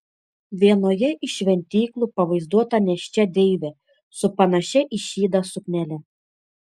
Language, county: Lithuanian, Šiauliai